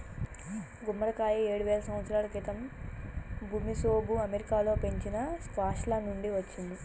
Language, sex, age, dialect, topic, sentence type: Telugu, female, 25-30, Telangana, agriculture, statement